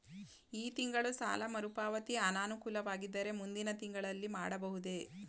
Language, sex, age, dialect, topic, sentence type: Kannada, female, 18-24, Mysore Kannada, banking, question